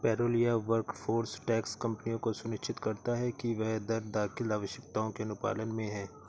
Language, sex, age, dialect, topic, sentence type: Hindi, male, 56-60, Awadhi Bundeli, banking, statement